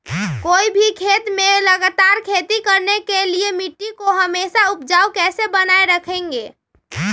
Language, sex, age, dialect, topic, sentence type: Magahi, female, 31-35, Western, agriculture, question